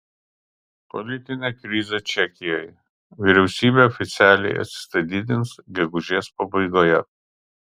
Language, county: Lithuanian, Kaunas